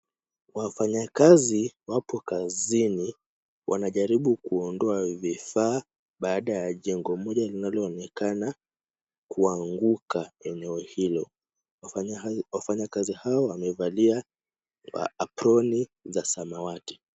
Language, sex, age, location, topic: Swahili, male, 18-24, Kisumu, health